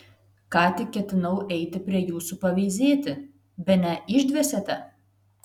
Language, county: Lithuanian, Telšiai